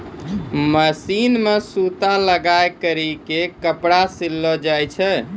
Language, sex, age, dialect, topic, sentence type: Maithili, male, 18-24, Angika, agriculture, statement